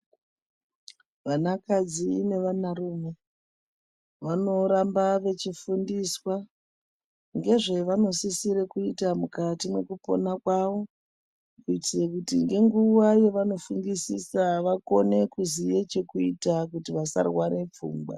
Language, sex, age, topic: Ndau, female, 36-49, health